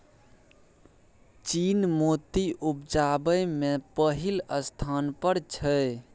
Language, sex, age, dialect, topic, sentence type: Maithili, male, 18-24, Bajjika, agriculture, statement